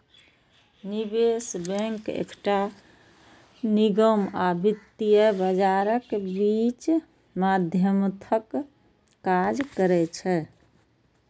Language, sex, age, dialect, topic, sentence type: Maithili, female, 18-24, Eastern / Thethi, banking, statement